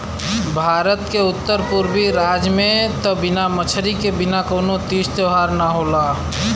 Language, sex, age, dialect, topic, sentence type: Bhojpuri, male, 25-30, Western, agriculture, statement